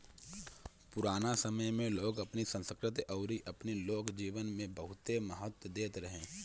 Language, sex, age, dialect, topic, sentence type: Bhojpuri, male, 25-30, Northern, banking, statement